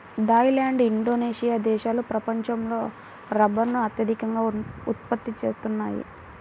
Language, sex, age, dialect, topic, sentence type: Telugu, female, 18-24, Central/Coastal, agriculture, statement